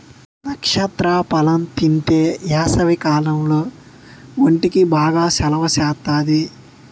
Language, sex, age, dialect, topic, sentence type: Telugu, male, 18-24, Utterandhra, agriculture, statement